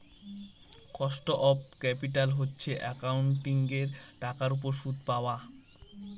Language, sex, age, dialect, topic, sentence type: Bengali, male, 18-24, Northern/Varendri, banking, statement